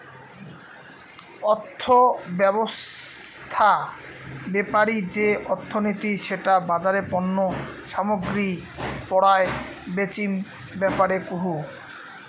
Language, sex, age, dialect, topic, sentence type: Bengali, male, 25-30, Rajbangshi, banking, statement